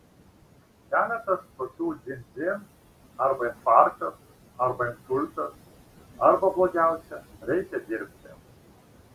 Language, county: Lithuanian, Šiauliai